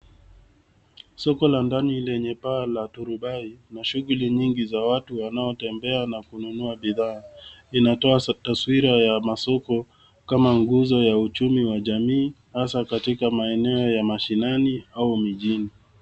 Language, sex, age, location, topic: Swahili, male, 36-49, Nairobi, finance